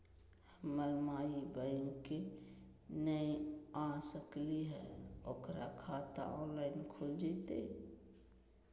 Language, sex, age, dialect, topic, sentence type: Magahi, female, 25-30, Southern, banking, question